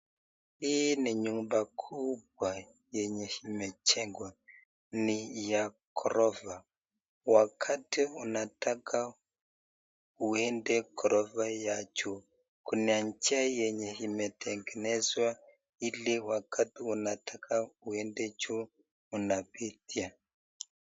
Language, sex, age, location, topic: Swahili, male, 25-35, Nakuru, education